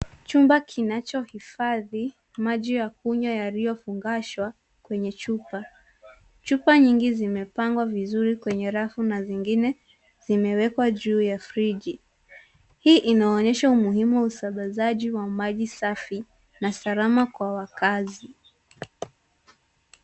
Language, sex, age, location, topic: Swahili, female, 18-24, Nairobi, government